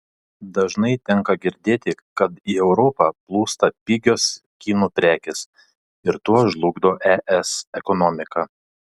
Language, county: Lithuanian, Panevėžys